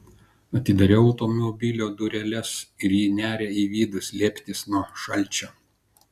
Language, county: Lithuanian, Kaunas